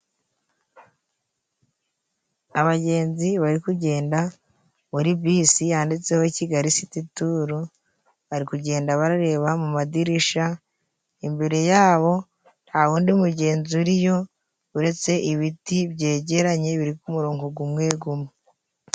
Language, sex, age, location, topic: Kinyarwanda, female, 25-35, Musanze, government